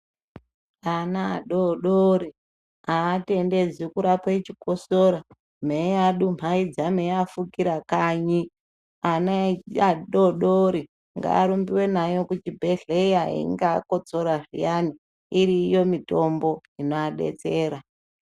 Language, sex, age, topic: Ndau, female, 36-49, health